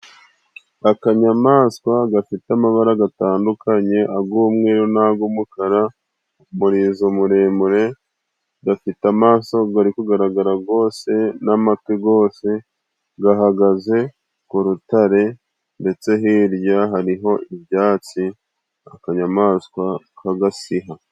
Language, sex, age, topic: Kinyarwanda, male, 25-35, agriculture